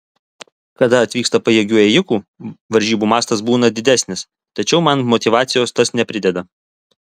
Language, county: Lithuanian, Alytus